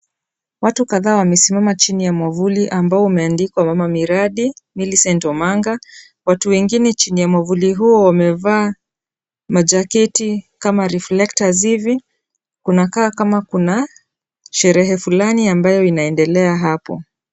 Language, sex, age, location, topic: Swahili, female, 36-49, Kisumu, government